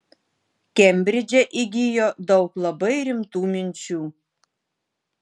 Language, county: Lithuanian, Vilnius